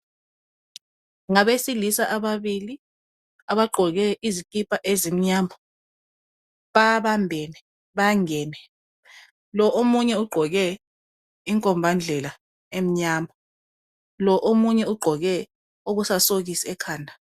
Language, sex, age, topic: North Ndebele, female, 25-35, health